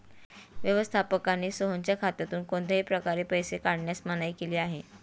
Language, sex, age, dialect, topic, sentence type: Marathi, female, 31-35, Standard Marathi, banking, statement